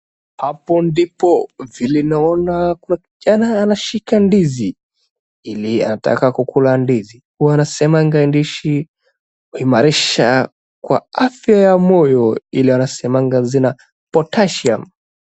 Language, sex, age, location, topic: Swahili, male, 36-49, Wajir, agriculture